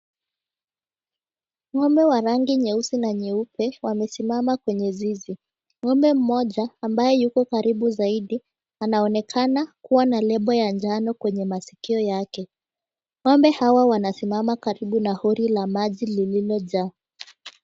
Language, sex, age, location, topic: Swahili, female, 18-24, Mombasa, agriculture